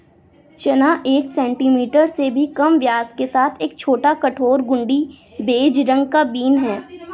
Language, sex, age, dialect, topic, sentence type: Hindi, female, 46-50, Awadhi Bundeli, agriculture, statement